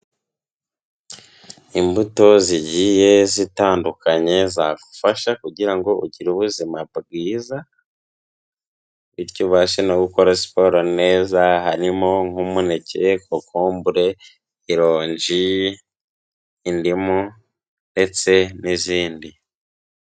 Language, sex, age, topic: Kinyarwanda, male, 18-24, health